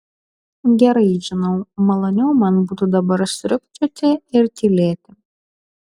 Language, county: Lithuanian, Kaunas